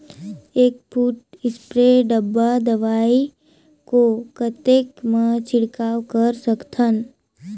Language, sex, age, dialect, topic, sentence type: Chhattisgarhi, male, 18-24, Northern/Bhandar, agriculture, question